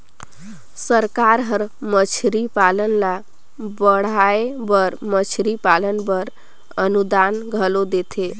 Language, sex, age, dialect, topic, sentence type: Chhattisgarhi, female, 25-30, Northern/Bhandar, agriculture, statement